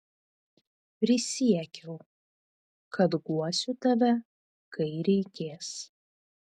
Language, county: Lithuanian, Vilnius